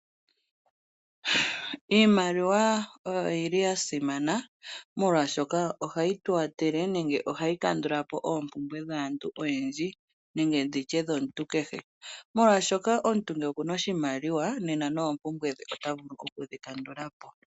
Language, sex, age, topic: Oshiwambo, female, 25-35, finance